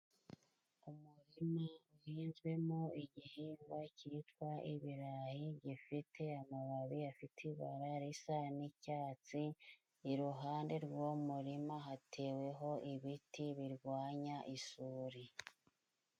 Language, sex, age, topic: Kinyarwanda, female, 25-35, agriculture